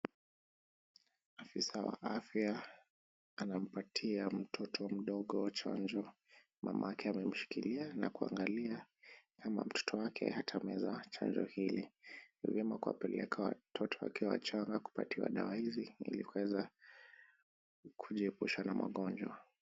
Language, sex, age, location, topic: Swahili, male, 25-35, Kisumu, health